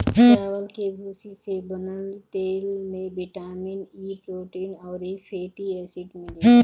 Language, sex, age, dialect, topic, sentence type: Bhojpuri, female, 25-30, Northern, agriculture, statement